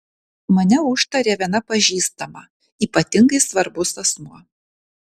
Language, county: Lithuanian, Kaunas